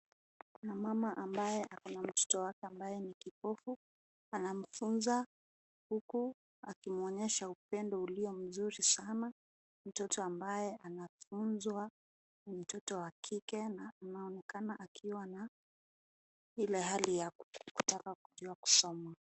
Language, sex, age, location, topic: Swahili, female, 18-24, Nairobi, education